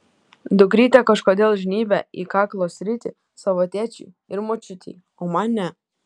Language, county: Lithuanian, Kaunas